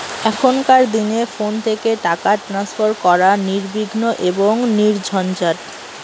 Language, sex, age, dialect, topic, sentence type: Bengali, female, 18-24, Rajbangshi, banking, question